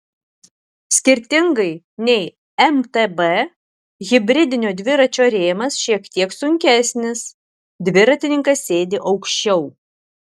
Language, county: Lithuanian, Alytus